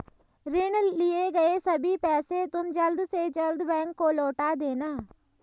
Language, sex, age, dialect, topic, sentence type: Hindi, female, 18-24, Garhwali, banking, statement